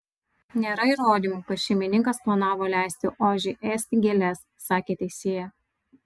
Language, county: Lithuanian, Vilnius